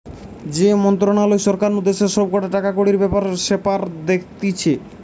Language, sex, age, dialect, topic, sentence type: Bengali, male, 18-24, Western, banking, statement